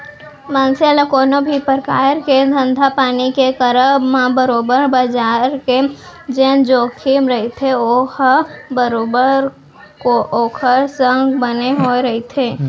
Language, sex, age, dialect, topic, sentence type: Chhattisgarhi, female, 18-24, Central, banking, statement